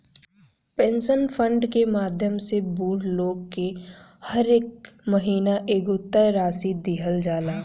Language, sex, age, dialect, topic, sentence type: Bhojpuri, female, 18-24, Southern / Standard, banking, statement